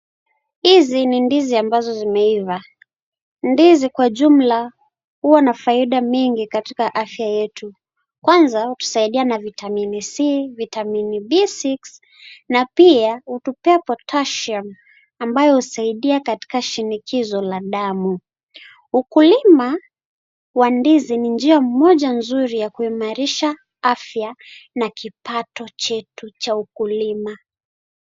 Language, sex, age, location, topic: Swahili, female, 18-24, Kisii, agriculture